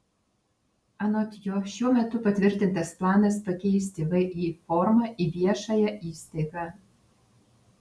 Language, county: Lithuanian, Vilnius